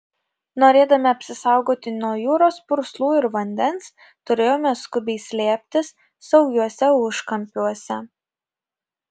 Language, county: Lithuanian, Kaunas